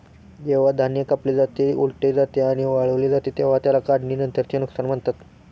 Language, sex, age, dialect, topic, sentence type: Marathi, male, 18-24, Standard Marathi, agriculture, statement